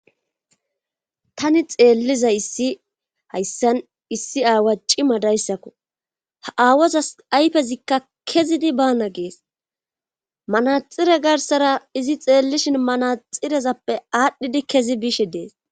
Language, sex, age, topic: Gamo, female, 25-35, government